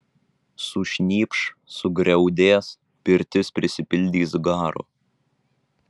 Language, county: Lithuanian, Vilnius